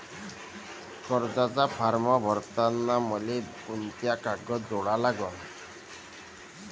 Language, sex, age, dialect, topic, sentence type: Marathi, male, 31-35, Varhadi, banking, question